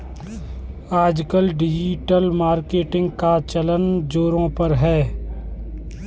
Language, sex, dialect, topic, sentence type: Hindi, male, Kanauji Braj Bhasha, banking, statement